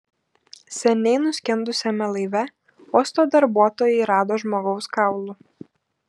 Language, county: Lithuanian, Šiauliai